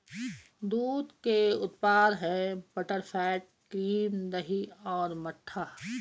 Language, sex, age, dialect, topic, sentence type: Hindi, female, 41-45, Garhwali, agriculture, statement